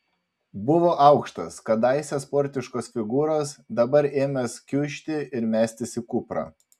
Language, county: Lithuanian, Panevėžys